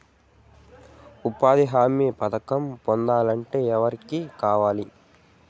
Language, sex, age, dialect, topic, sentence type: Telugu, male, 18-24, Southern, banking, question